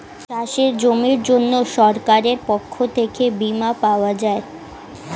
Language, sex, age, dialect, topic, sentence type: Bengali, female, 18-24, Standard Colloquial, agriculture, statement